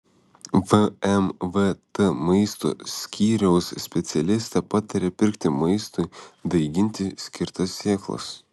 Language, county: Lithuanian, Kaunas